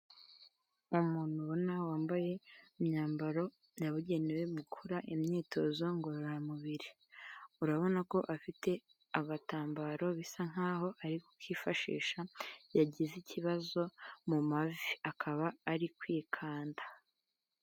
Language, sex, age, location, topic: Kinyarwanda, female, 36-49, Kigali, health